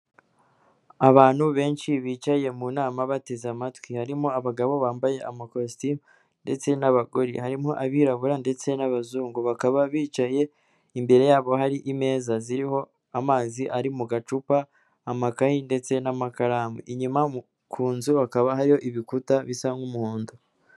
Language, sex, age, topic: Kinyarwanda, female, 18-24, government